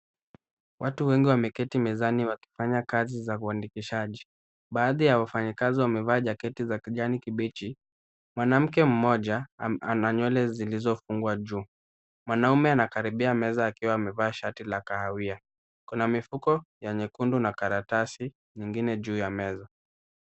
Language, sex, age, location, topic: Swahili, male, 18-24, Kisumu, government